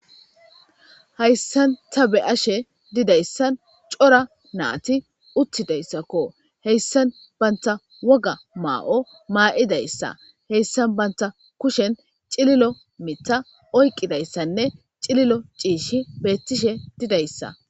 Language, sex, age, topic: Gamo, male, 25-35, government